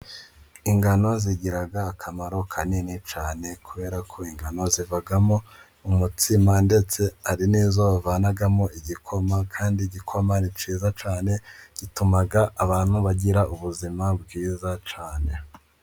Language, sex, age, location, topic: Kinyarwanda, male, 18-24, Musanze, agriculture